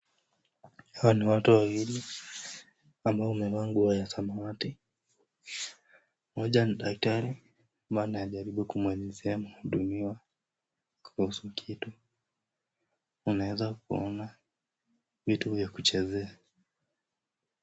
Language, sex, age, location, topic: Swahili, male, 18-24, Nakuru, health